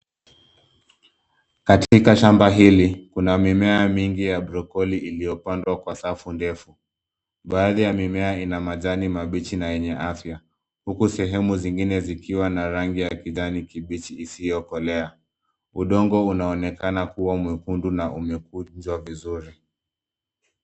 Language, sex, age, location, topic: Swahili, male, 25-35, Nairobi, agriculture